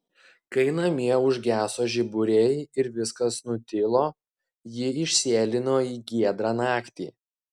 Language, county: Lithuanian, Klaipėda